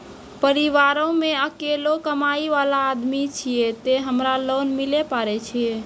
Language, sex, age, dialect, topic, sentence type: Maithili, female, 18-24, Angika, banking, question